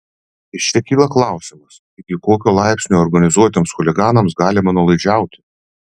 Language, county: Lithuanian, Panevėžys